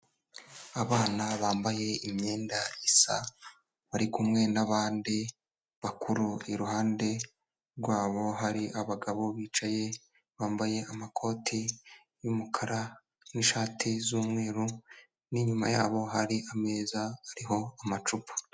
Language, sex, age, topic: Kinyarwanda, male, 18-24, health